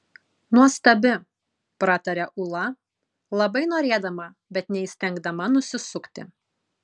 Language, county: Lithuanian, Kaunas